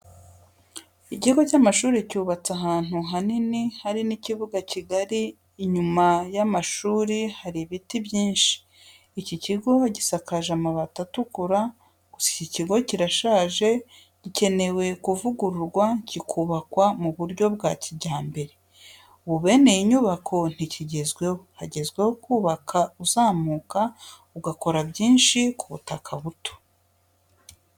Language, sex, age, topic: Kinyarwanda, female, 36-49, education